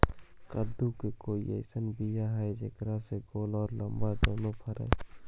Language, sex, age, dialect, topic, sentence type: Magahi, male, 51-55, Central/Standard, agriculture, question